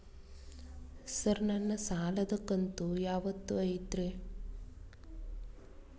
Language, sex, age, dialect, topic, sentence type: Kannada, female, 36-40, Dharwad Kannada, banking, question